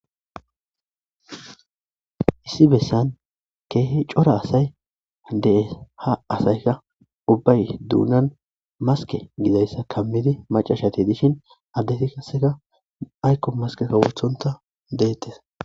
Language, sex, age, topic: Gamo, male, 25-35, government